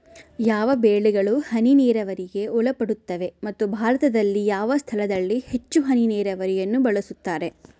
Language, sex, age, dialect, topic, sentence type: Kannada, female, 25-30, Central, agriculture, question